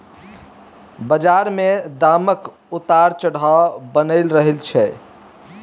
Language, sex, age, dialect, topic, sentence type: Maithili, male, 18-24, Bajjika, banking, statement